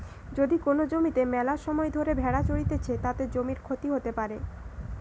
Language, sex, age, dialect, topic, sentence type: Bengali, male, 18-24, Western, agriculture, statement